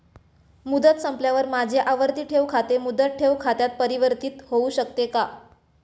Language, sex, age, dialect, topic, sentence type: Marathi, male, 25-30, Standard Marathi, banking, statement